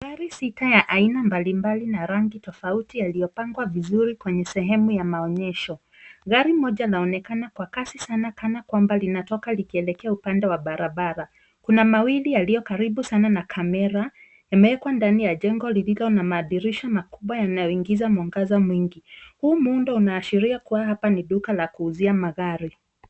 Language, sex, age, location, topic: Swahili, female, 36-49, Nairobi, finance